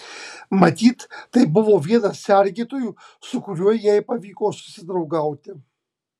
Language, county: Lithuanian, Kaunas